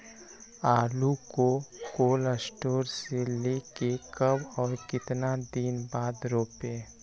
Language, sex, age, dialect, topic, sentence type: Magahi, male, 25-30, Western, agriculture, question